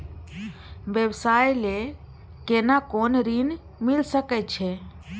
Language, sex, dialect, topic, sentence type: Maithili, female, Bajjika, banking, question